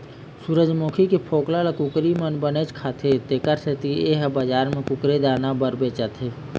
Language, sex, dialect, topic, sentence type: Chhattisgarhi, male, Eastern, agriculture, statement